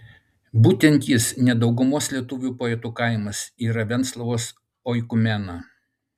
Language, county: Lithuanian, Utena